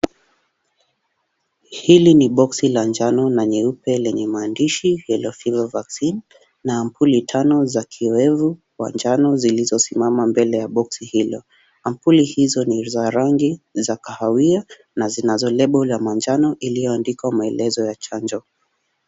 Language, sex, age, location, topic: Swahili, male, 18-24, Kisumu, health